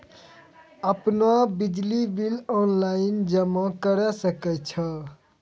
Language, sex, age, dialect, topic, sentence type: Maithili, male, 18-24, Angika, banking, question